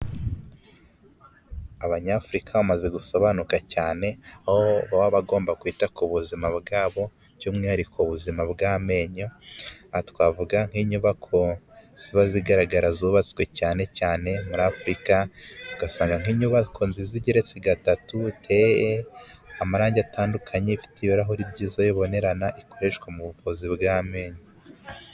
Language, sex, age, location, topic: Kinyarwanda, male, 18-24, Huye, health